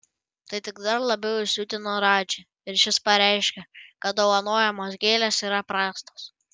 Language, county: Lithuanian, Panevėžys